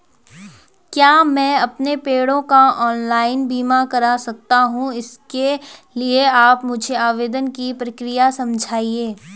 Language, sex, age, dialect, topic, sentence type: Hindi, female, 18-24, Garhwali, banking, question